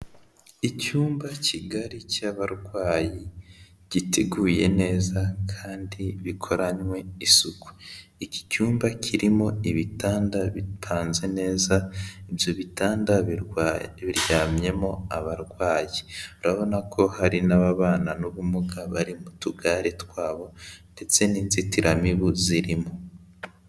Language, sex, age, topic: Kinyarwanda, male, 18-24, health